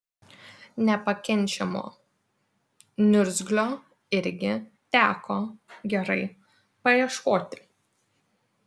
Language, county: Lithuanian, Vilnius